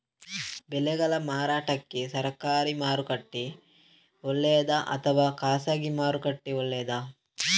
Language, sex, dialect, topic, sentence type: Kannada, male, Coastal/Dakshin, agriculture, question